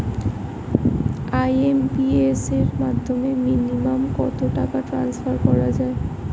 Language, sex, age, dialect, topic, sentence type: Bengali, female, 25-30, Standard Colloquial, banking, question